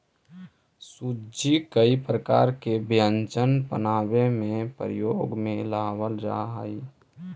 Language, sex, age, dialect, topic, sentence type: Magahi, male, 18-24, Central/Standard, agriculture, statement